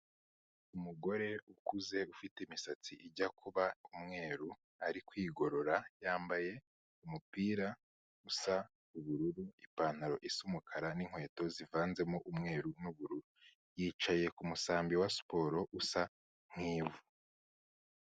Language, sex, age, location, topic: Kinyarwanda, male, 25-35, Kigali, health